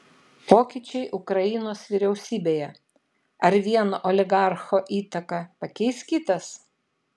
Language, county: Lithuanian, Šiauliai